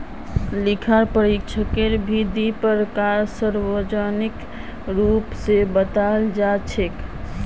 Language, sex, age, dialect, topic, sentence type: Magahi, female, 18-24, Northeastern/Surjapuri, banking, statement